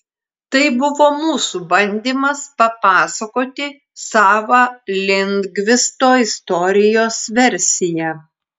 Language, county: Lithuanian, Klaipėda